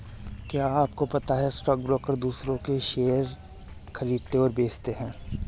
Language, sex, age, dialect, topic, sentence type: Hindi, male, 25-30, Kanauji Braj Bhasha, banking, statement